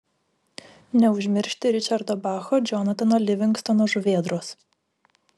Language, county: Lithuanian, Vilnius